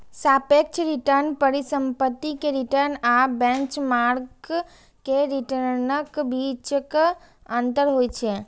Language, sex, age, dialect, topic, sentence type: Maithili, female, 18-24, Eastern / Thethi, banking, statement